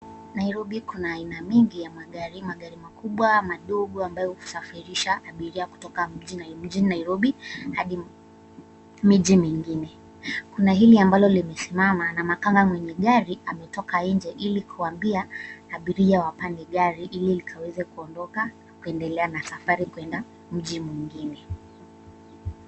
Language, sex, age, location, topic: Swahili, female, 18-24, Nairobi, government